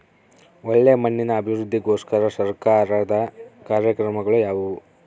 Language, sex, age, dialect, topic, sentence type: Kannada, female, 36-40, Central, agriculture, question